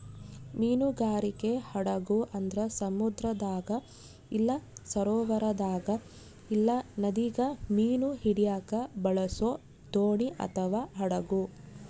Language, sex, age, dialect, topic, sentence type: Kannada, female, 25-30, Central, agriculture, statement